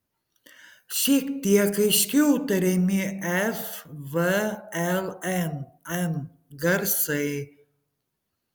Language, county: Lithuanian, Panevėžys